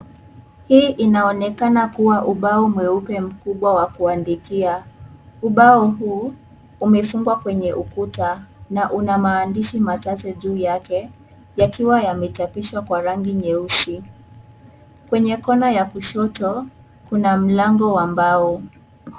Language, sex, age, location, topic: Swahili, female, 18-24, Kisii, education